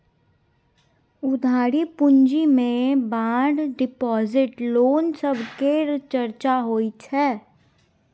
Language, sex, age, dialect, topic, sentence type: Maithili, female, 18-24, Bajjika, banking, statement